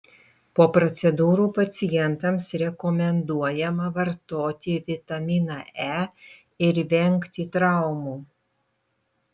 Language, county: Lithuanian, Utena